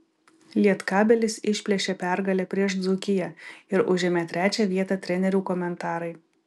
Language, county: Lithuanian, Vilnius